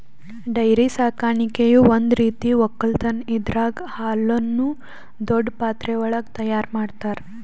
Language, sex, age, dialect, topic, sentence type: Kannada, female, 18-24, Northeastern, agriculture, statement